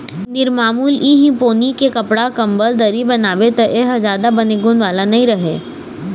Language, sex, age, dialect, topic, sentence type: Chhattisgarhi, female, 18-24, Eastern, agriculture, statement